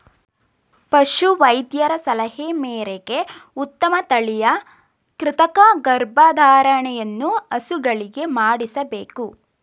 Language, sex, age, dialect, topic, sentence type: Kannada, female, 18-24, Mysore Kannada, agriculture, statement